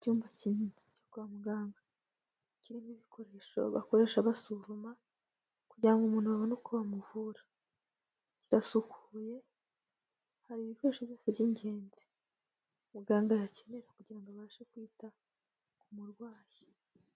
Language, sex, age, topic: Kinyarwanda, female, 18-24, health